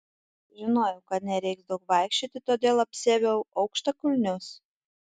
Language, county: Lithuanian, Tauragė